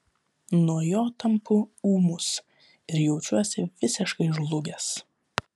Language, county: Lithuanian, Vilnius